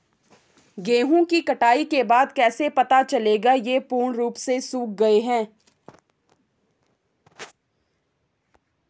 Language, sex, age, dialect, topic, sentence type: Hindi, female, 18-24, Garhwali, agriculture, question